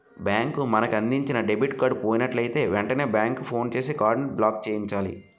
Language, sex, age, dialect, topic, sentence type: Telugu, male, 25-30, Utterandhra, banking, statement